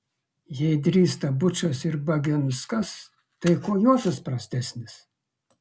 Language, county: Lithuanian, Kaunas